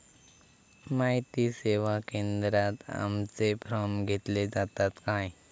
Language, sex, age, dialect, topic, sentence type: Marathi, male, 18-24, Southern Konkan, banking, question